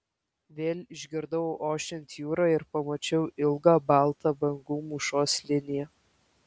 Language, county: Lithuanian, Kaunas